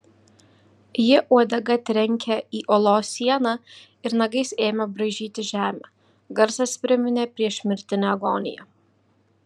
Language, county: Lithuanian, Vilnius